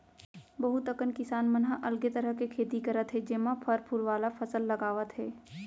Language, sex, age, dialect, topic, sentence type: Chhattisgarhi, female, 25-30, Central, agriculture, statement